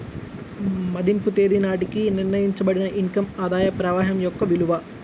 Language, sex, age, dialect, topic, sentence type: Telugu, male, 18-24, Central/Coastal, banking, statement